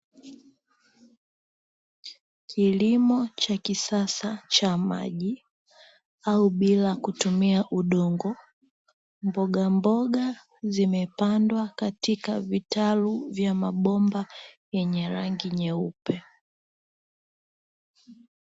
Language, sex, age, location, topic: Swahili, female, 18-24, Dar es Salaam, agriculture